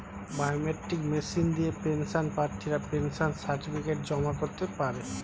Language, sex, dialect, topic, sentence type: Bengali, male, Standard Colloquial, banking, statement